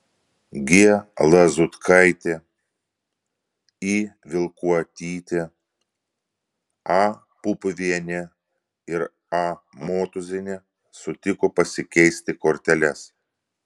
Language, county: Lithuanian, Vilnius